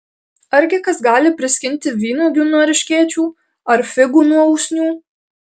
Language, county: Lithuanian, Alytus